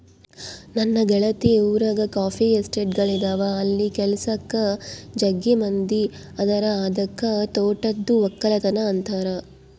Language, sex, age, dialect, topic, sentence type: Kannada, female, 25-30, Central, agriculture, statement